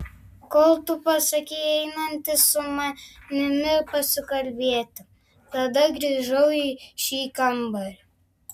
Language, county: Lithuanian, Vilnius